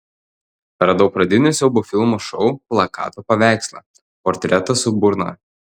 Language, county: Lithuanian, Telšiai